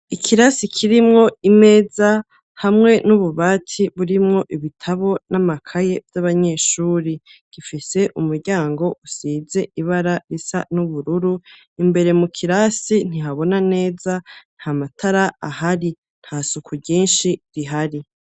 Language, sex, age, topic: Rundi, male, 36-49, education